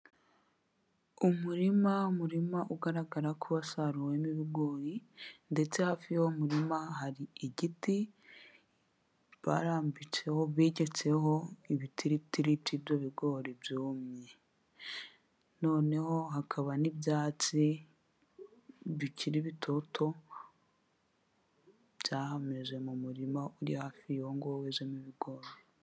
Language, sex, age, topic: Kinyarwanda, female, 18-24, agriculture